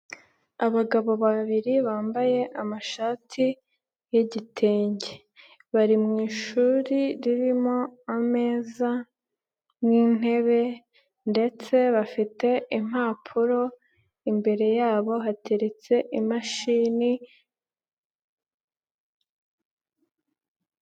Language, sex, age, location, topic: Kinyarwanda, male, 25-35, Nyagatare, education